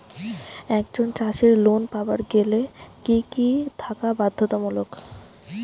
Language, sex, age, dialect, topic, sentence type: Bengali, female, 18-24, Rajbangshi, agriculture, question